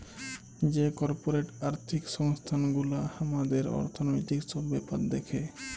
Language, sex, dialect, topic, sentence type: Bengali, male, Jharkhandi, banking, statement